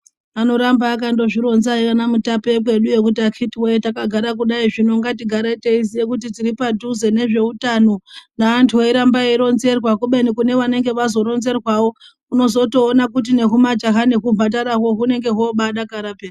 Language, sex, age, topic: Ndau, male, 18-24, health